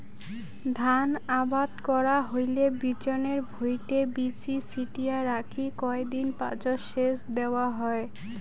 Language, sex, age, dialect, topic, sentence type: Bengali, female, 18-24, Rajbangshi, agriculture, statement